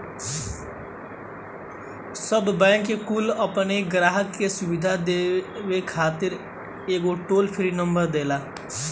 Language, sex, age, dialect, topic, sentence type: Bhojpuri, male, 18-24, Northern, banking, statement